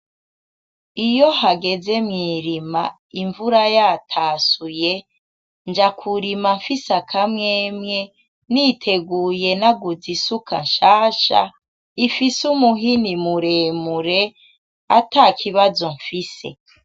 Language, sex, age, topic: Rundi, female, 25-35, agriculture